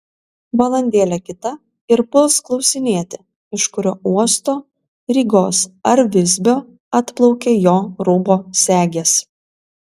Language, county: Lithuanian, Vilnius